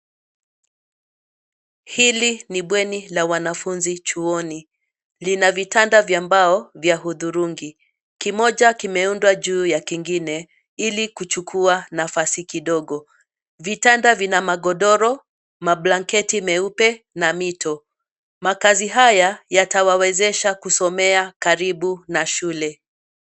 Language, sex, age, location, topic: Swahili, female, 50+, Nairobi, education